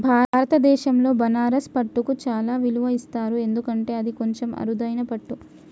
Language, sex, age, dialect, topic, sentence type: Telugu, female, 18-24, Telangana, agriculture, statement